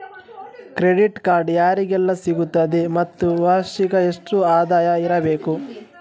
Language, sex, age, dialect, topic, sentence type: Kannada, male, 18-24, Coastal/Dakshin, banking, question